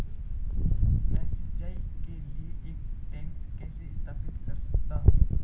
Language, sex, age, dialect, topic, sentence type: Hindi, male, 41-45, Marwari Dhudhari, agriculture, question